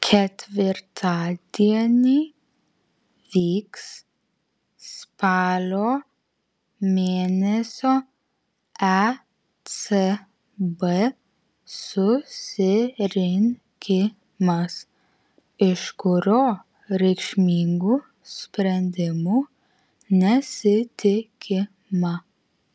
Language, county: Lithuanian, Vilnius